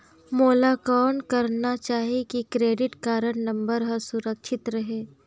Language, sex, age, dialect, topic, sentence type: Chhattisgarhi, female, 56-60, Northern/Bhandar, banking, question